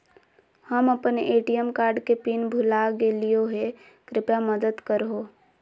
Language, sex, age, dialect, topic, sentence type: Magahi, female, 25-30, Southern, banking, statement